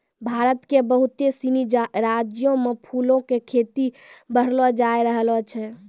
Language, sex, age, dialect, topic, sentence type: Maithili, female, 18-24, Angika, agriculture, statement